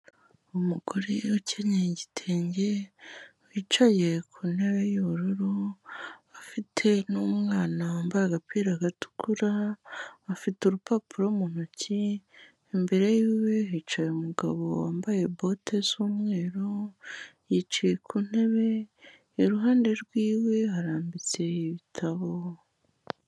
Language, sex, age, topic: Kinyarwanda, female, 18-24, health